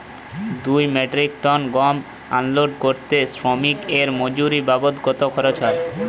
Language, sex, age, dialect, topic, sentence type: Bengali, male, 18-24, Jharkhandi, agriculture, question